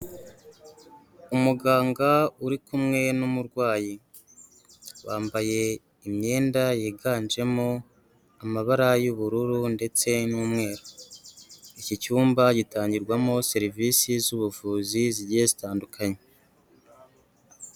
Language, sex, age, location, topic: Kinyarwanda, female, 36-49, Huye, health